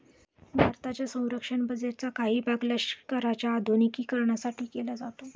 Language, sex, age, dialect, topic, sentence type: Marathi, female, 31-35, Standard Marathi, banking, statement